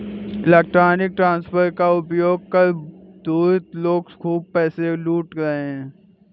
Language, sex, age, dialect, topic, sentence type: Hindi, male, 18-24, Awadhi Bundeli, banking, statement